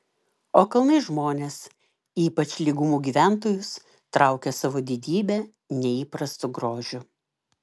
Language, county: Lithuanian, Klaipėda